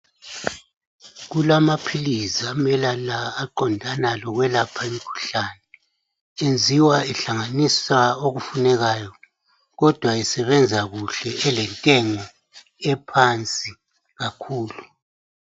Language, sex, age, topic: North Ndebele, male, 50+, health